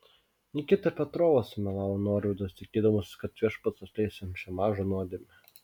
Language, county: Lithuanian, Kaunas